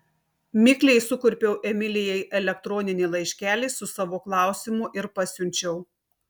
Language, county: Lithuanian, Telšiai